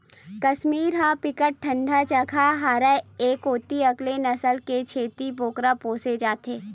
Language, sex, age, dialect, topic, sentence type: Chhattisgarhi, female, 18-24, Western/Budati/Khatahi, agriculture, statement